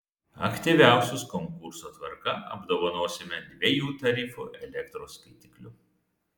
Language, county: Lithuanian, Vilnius